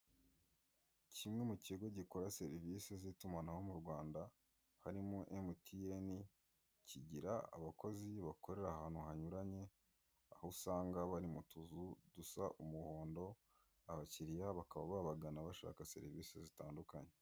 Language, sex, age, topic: Kinyarwanda, male, 18-24, finance